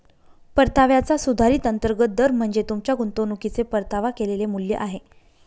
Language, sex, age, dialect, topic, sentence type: Marathi, female, 31-35, Northern Konkan, banking, statement